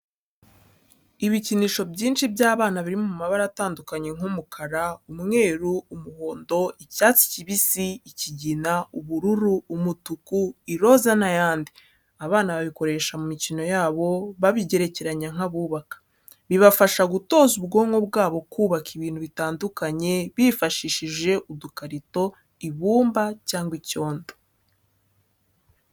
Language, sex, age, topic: Kinyarwanda, female, 18-24, education